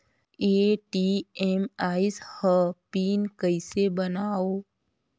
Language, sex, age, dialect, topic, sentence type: Chhattisgarhi, female, 31-35, Northern/Bhandar, banking, question